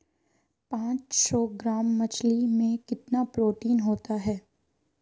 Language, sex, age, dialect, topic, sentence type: Hindi, female, 18-24, Marwari Dhudhari, agriculture, question